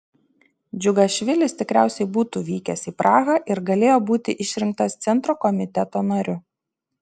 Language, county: Lithuanian, Šiauliai